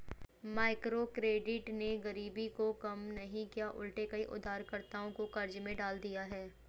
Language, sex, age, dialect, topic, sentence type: Hindi, female, 25-30, Hindustani Malvi Khadi Boli, banking, statement